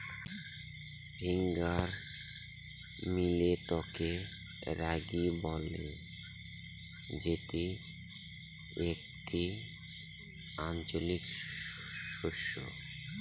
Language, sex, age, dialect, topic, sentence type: Bengali, male, 31-35, Northern/Varendri, agriculture, statement